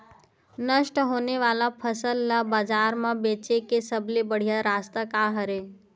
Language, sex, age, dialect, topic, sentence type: Chhattisgarhi, female, 25-30, Western/Budati/Khatahi, agriculture, statement